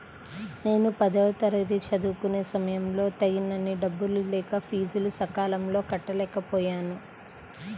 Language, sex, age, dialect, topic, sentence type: Telugu, male, 36-40, Central/Coastal, banking, statement